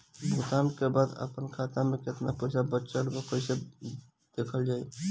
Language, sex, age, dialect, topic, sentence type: Bhojpuri, female, 18-24, Northern, banking, question